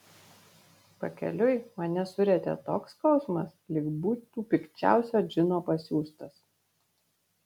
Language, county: Lithuanian, Vilnius